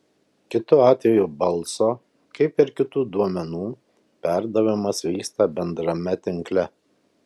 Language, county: Lithuanian, Kaunas